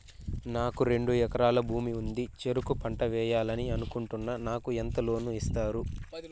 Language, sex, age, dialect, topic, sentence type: Telugu, male, 41-45, Southern, banking, question